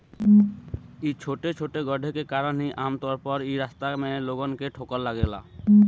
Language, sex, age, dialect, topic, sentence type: Bhojpuri, male, 18-24, Southern / Standard, agriculture, question